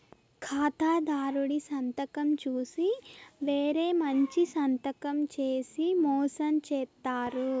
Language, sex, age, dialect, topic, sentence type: Telugu, female, 18-24, Southern, banking, statement